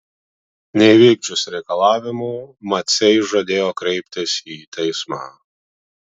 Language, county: Lithuanian, Vilnius